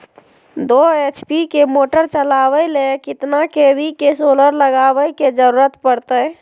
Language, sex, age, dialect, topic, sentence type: Magahi, female, 51-55, Southern, agriculture, question